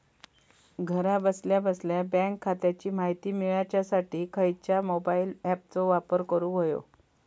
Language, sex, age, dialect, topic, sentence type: Marathi, female, 25-30, Southern Konkan, banking, question